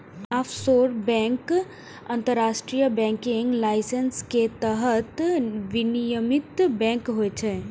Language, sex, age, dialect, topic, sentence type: Maithili, female, 18-24, Eastern / Thethi, banking, statement